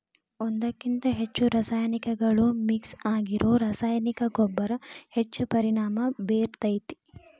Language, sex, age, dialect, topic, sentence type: Kannada, female, 18-24, Dharwad Kannada, agriculture, statement